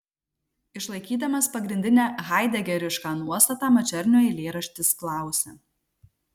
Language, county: Lithuanian, Marijampolė